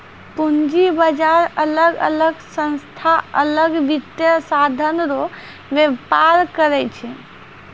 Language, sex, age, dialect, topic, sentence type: Maithili, female, 25-30, Angika, banking, statement